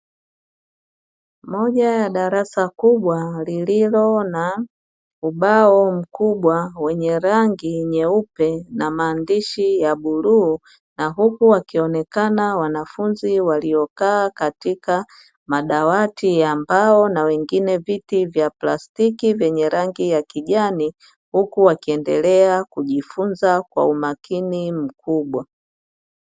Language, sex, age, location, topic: Swahili, female, 50+, Dar es Salaam, education